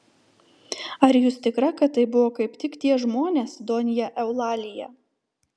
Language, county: Lithuanian, Telšiai